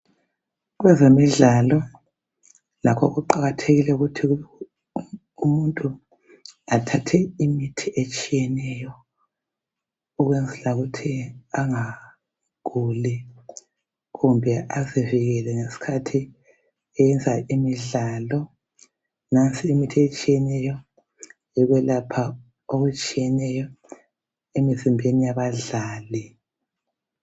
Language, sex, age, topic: North Ndebele, female, 50+, health